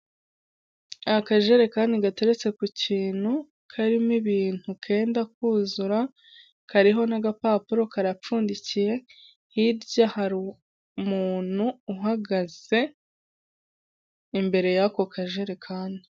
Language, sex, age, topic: Kinyarwanda, female, 18-24, finance